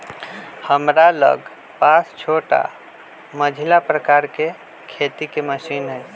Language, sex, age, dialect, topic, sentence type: Magahi, male, 25-30, Western, agriculture, statement